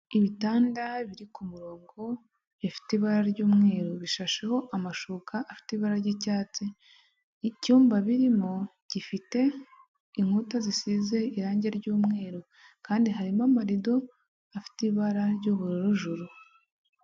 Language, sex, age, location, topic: Kinyarwanda, female, 25-35, Huye, health